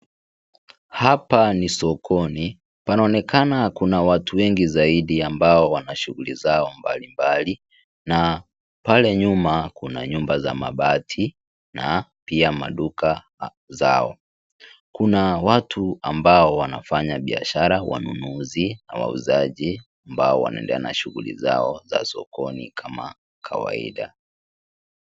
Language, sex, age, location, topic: Swahili, male, 18-24, Kisii, finance